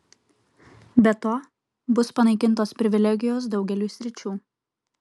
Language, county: Lithuanian, Kaunas